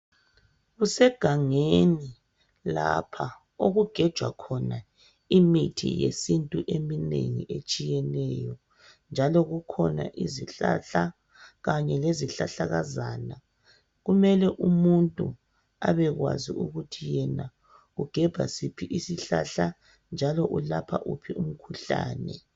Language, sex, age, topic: North Ndebele, female, 25-35, health